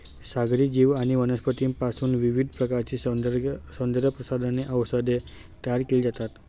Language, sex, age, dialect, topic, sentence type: Marathi, male, 18-24, Standard Marathi, agriculture, statement